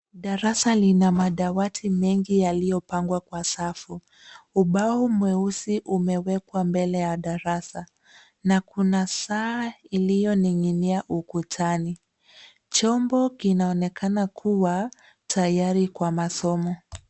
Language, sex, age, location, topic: Swahili, female, 36-49, Nairobi, education